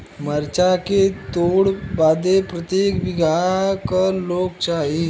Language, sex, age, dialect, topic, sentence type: Bhojpuri, male, 25-30, Western, agriculture, question